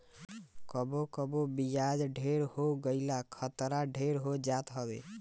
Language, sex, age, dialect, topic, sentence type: Bhojpuri, male, 18-24, Northern, banking, statement